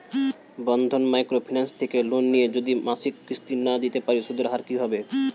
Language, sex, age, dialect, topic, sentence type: Bengali, male, 18-24, Standard Colloquial, banking, question